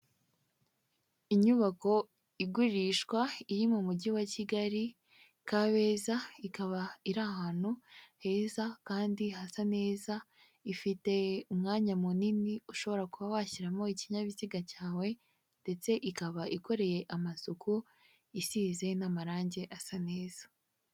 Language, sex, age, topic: Kinyarwanda, female, 25-35, finance